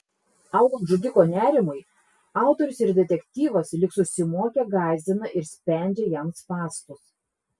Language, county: Lithuanian, Klaipėda